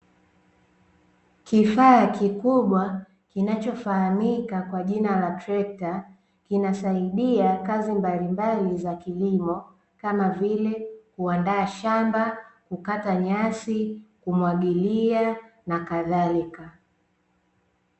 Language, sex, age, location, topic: Swahili, female, 18-24, Dar es Salaam, agriculture